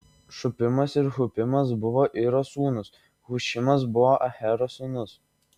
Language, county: Lithuanian, Šiauliai